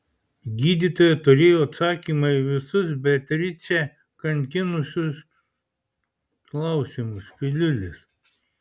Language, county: Lithuanian, Klaipėda